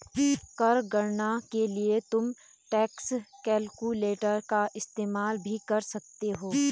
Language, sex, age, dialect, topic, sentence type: Hindi, female, 25-30, Garhwali, banking, statement